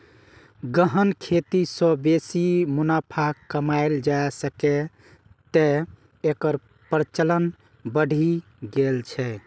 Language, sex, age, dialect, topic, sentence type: Maithili, male, 18-24, Eastern / Thethi, agriculture, statement